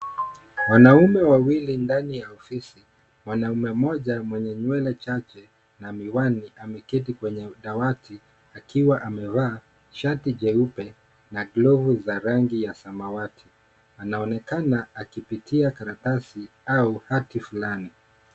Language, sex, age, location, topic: Swahili, male, 25-35, Kisumu, government